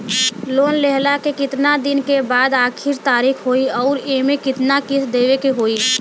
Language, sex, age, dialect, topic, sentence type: Bhojpuri, male, 18-24, Western, banking, question